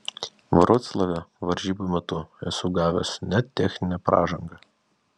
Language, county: Lithuanian, Vilnius